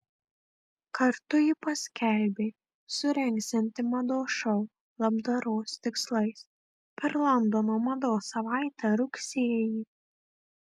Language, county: Lithuanian, Marijampolė